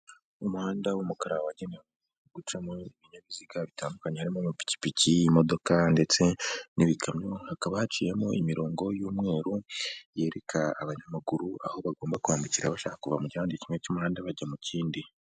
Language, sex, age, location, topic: Kinyarwanda, female, 25-35, Kigali, government